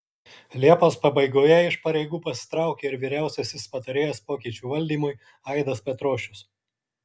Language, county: Lithuanian, Kaunas